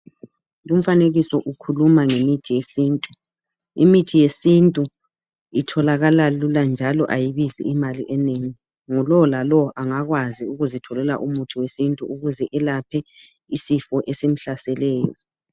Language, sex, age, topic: North Ndebele, male, 36-49, health